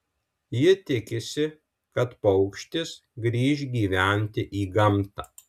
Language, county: Lithuanian, Alytus